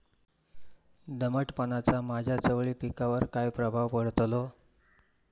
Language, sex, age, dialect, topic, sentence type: Marathi, male, 46-50, Southern Konkan, agriculture, question